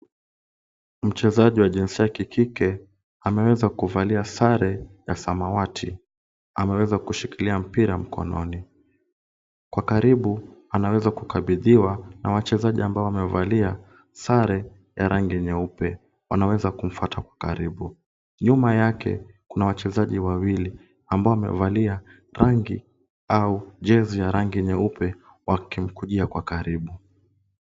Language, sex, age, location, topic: Swahili, male, 18-24, Kisumu, government